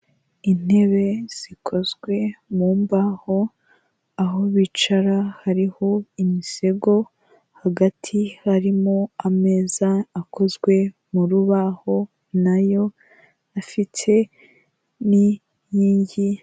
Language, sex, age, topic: Kinyarwanda, female, 18-24, finance